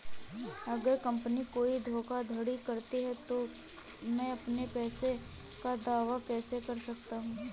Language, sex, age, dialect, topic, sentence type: Hindi, female, 18-24, Marwari Dhudhari, banking, question